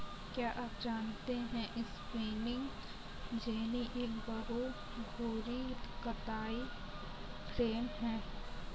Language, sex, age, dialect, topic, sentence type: Hindi, female, 18-24, Kanauji Braj Bhasha, agriculture, statement